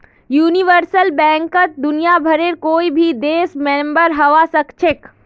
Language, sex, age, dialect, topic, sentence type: Magahi, female, 25-30, Northeastern/Surjapuri, banking, statement